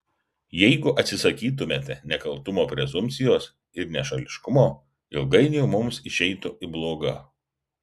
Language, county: Lithuanian, Vilnius